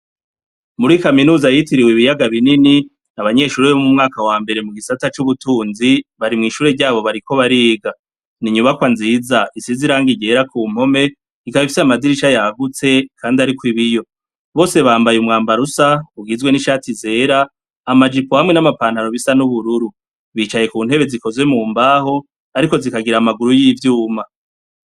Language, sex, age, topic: Rundi, male, 36-49, education